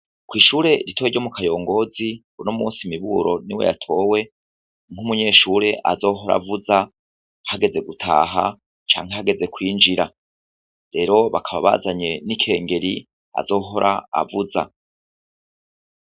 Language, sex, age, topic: Rundi, male, 36-49, education